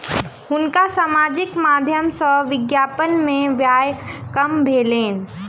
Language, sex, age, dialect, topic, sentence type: Maithili, female, 18-24, Southern/Standard, banking, statement